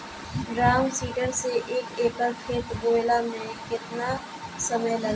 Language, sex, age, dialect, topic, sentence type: Bhojpuri, female, 18-24, Northern, agriculture, question